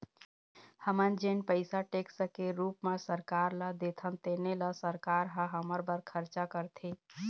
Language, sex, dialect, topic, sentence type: Chhattisgarhi, female, Eastern, banking, statement